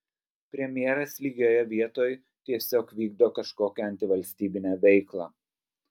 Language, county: Lithuanian, Alytus